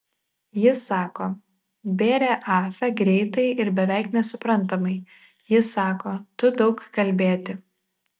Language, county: Lithuanian, Vilnius